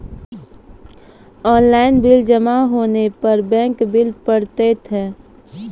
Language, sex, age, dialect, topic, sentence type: Maithili, female, 18-24, Angika, banking, question